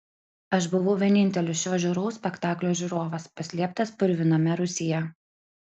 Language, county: Lithuanian, Klaipėda